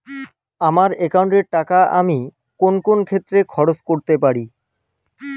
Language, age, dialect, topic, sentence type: Bengali, 25-30, Rajbangshi, banking, question